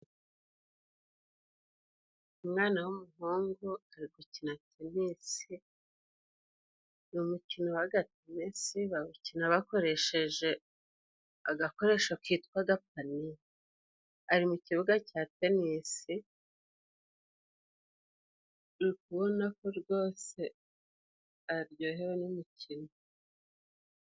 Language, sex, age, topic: Kinyarwanda, female, 36-49, government